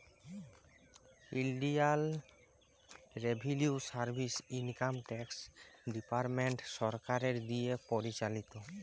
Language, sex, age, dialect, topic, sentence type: Bengali, male, 18-24, Jharkhandi, banking, statement